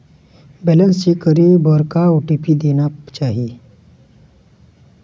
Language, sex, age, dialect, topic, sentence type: Chhattisgarhi, male, 18-24, Eastern, banking, question